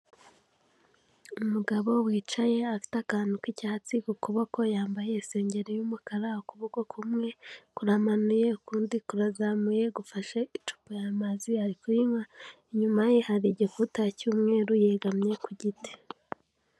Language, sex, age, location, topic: Kinyarwanda, female, 18-24, Kigali, health